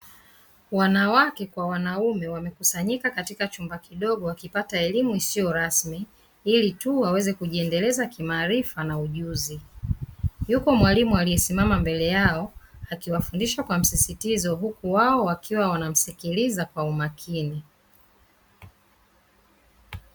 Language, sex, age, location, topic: Swahili, female, 36-49, Dar es Salaam, education